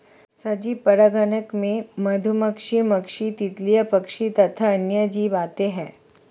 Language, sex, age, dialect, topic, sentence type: Hindi, female, 31-35, Marwari Dhudhari, agriculture, statement